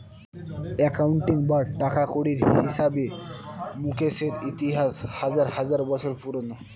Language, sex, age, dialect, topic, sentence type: Bengali, male, 18-24, Northern/Varendri, banking, statement